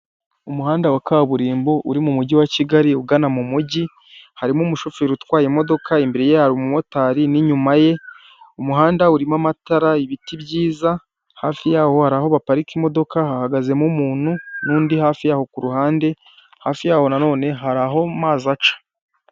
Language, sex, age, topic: Kinyarwanda, male, 18-24, government